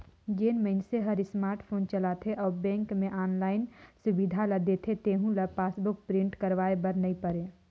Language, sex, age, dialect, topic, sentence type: Chhattisgarhi, female, 18-24, Northern/Bhandar, banking, statement